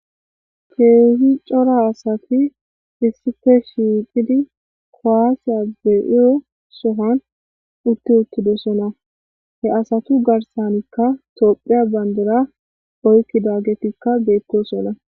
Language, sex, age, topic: Gamo, female, 25-35, government